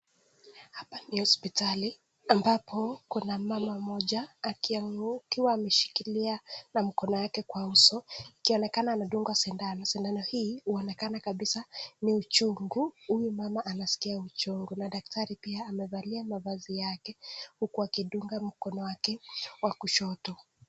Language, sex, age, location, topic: Swahili, male, 18-24, Nakuru, health